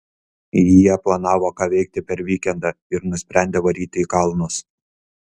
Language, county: Lithuanian, Kaunas